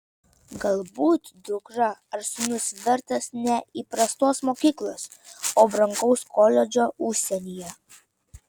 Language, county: Lithuanian, Vilnius